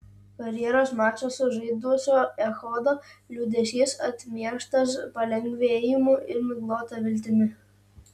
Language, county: Lithuanian, Utena